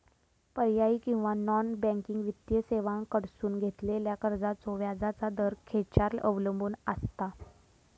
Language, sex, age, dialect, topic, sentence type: Marathi, female, 18-24, Southern Konkan, banking, question